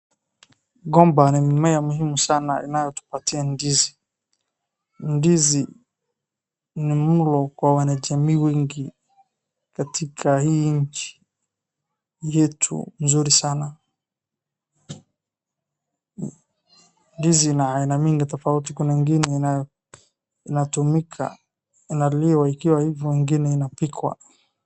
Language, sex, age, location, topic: Swahili, male, 25-35, Wajir, agriculture